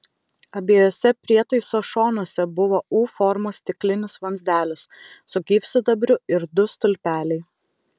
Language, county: Lithuanian, Vilnius